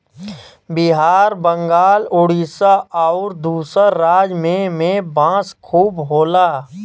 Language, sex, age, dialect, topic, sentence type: Bhojpuri, male, 31-35, Western, agriculture, statement